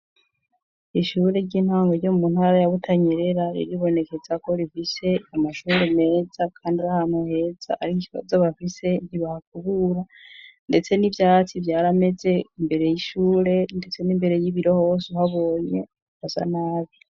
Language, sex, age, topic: Rundi, female, 25-35, education